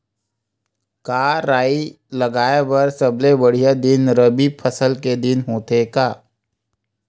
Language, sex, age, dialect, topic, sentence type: Chhattisgarhi, male, 25-30, Western/Budati/Khatahi, agriculture, question